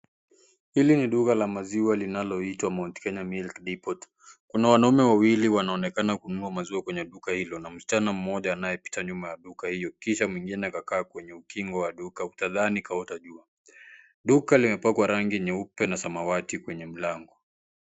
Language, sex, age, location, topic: Swahili, male, 18-24, Kisii, finance